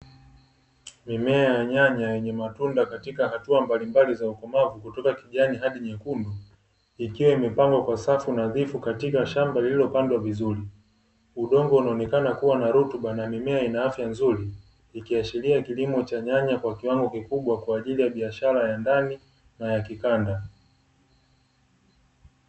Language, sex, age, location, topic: Swahili, male, 18-24, Dar es Salaam, agriculture